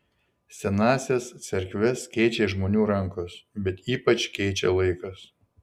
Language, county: Lithuanian, Šiauliai